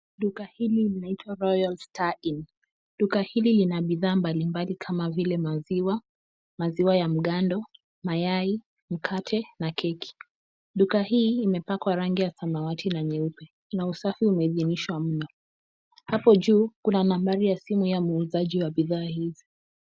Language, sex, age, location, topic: Swahili, female, 18-24, Kisumu, finance